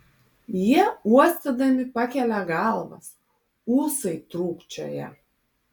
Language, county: Lithuanian, Panevėžys